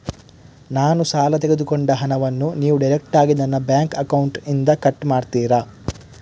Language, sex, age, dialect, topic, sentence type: Kannada, male, 18-24, Coastal/Dakshin, banking, question